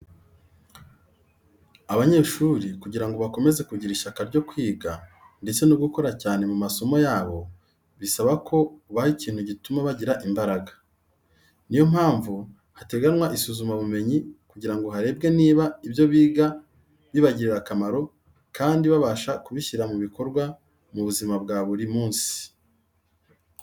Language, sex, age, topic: Kinyarwanda, male, 36-49, education